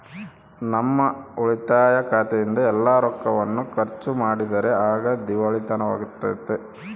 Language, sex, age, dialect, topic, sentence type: Kannada, male, 31-35, Central, banking, statement